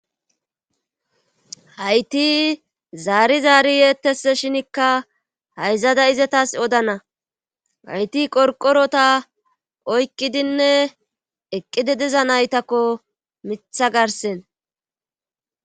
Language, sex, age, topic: Gamo, female, 25-35, government